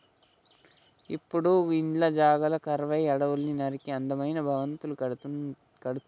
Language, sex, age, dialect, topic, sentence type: Telugu, male, 51-55, Telangana, agriculture, statement